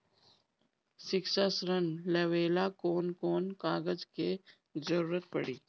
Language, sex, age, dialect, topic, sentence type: Bhojpuri, female, 36-40, Northern, banking, question